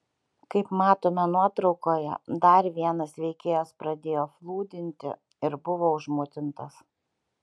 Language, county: Lithuanian, Kaunas